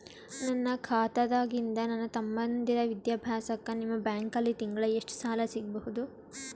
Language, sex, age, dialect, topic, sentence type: Kannada, female, 18-24, Northeastern, banking, question